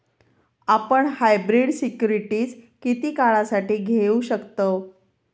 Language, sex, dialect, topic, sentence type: Marathi, female, Southern Konkan, banking, statement